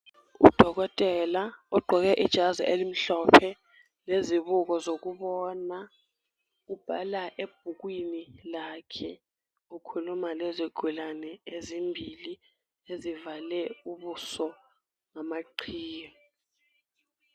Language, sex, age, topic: North Ndebele, female, 18-24, health